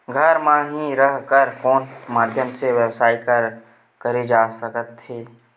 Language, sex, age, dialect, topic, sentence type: Chhattisgarhi, male, 18-24, Western/Budati/Khatahi, agriculture, question